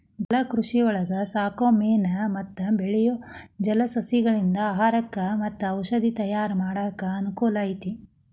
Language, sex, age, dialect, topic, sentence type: Kannada, female, 36-40, Dharwad Kannada, agriculture, statement